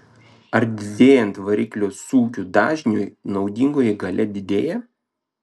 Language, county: Lithuanian, Klaipėda